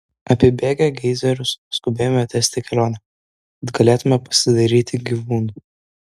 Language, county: Lithuanian, Vilnius